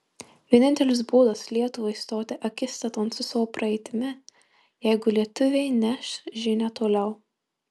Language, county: Lithuanian, Marijampolė